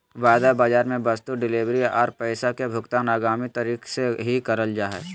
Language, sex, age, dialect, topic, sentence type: Magahi, male, 18-24, Southern, banking, statement